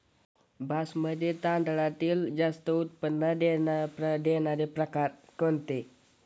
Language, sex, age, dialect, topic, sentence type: Marathi, male, <18, Standard Marathi, agriculture, question